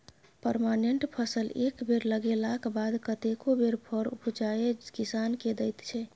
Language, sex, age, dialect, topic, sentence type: Maithili, female, 25-30, Bajjika, agriculture, statement